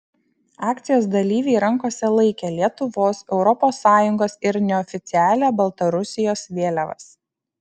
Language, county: Lithuanian, Šiauliai